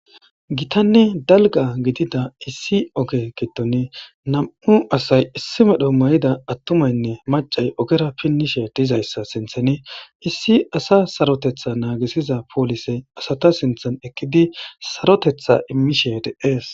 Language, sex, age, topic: Gamo, female, 18-24, government